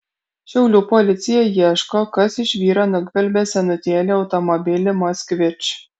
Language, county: Lithuanian, Kaunas